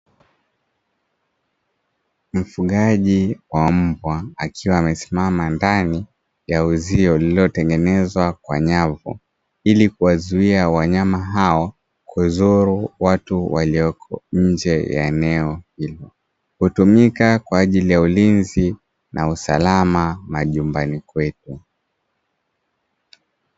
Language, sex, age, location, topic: Swahili, male, 25-35, Dar es Salaam, agriculture